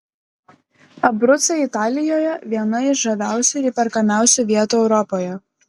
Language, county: Lithuanian, Klaipėda